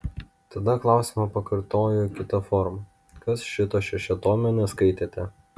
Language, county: Lithuanian, Kaunas